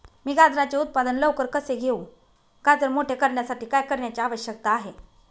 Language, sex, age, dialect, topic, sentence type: Marathi, female, 25-30, Northern Konkan, agriculture, question